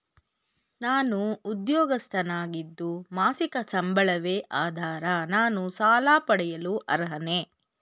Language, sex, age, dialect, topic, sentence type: Kannada, female, 46-50, Mysore Kannada, banking, question